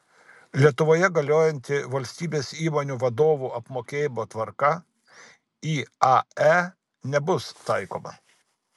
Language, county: Lithuanian, Kaunas